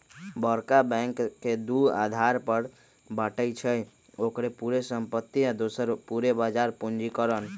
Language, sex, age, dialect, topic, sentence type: Magahi, male, 31-35, Western, banking, statement